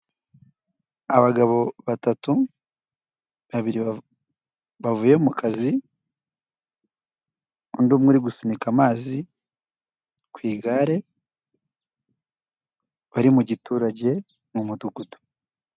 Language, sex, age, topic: Kinyarwanda, male, 18-24, government